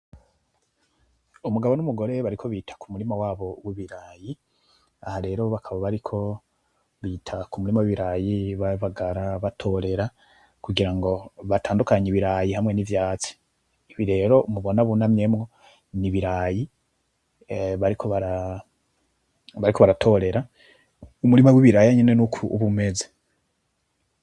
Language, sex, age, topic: Rundi, male, 25-35, agriculture